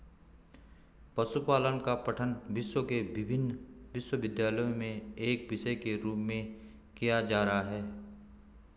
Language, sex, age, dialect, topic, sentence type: Hindi, male, 41-45, Garhwali, agriculture, statement